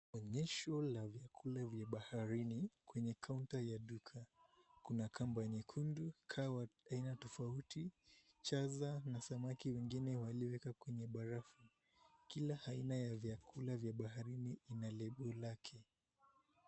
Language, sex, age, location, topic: Swahili, male, 18-24, Mombasa, agriculture